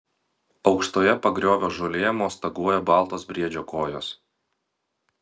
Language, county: Lithuanian, Vilnius